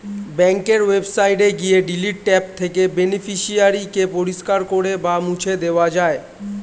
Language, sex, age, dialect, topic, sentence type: Bengali, male, 18-24, Standard Colloquial, banking, statement